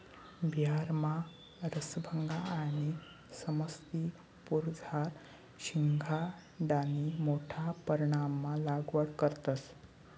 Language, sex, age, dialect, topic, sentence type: Marathi, male, 18-24, Northern Konkan, agriculture, statement